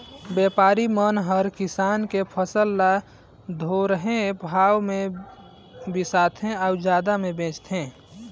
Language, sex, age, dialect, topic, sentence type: Chhattisgarhi, male, 18-24, Northern/Bhandar, agriculture, statement